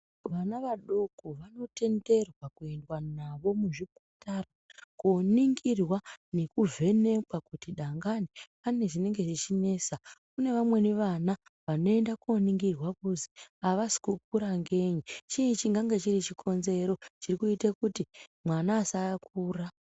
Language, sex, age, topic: Ndau, female, 25-35, health